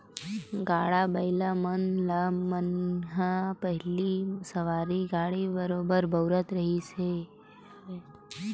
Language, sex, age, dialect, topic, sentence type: Chhattisgarhi, female, 18-24, Western/Budati/Khatahi, agriculture, statement